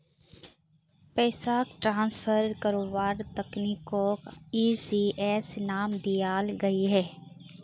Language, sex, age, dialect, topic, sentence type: Magahi, female, 51-55, Northeastern/Surjapuri, banking, statement